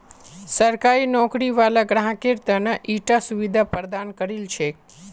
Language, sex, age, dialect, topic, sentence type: Magahi, male, 18-24, Northeastern/Surjapuri, banking, statement